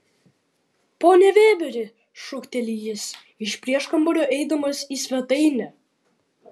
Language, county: Lithuanian, Vilnius